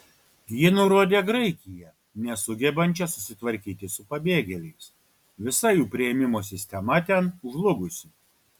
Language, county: Lithuanian, Kaunas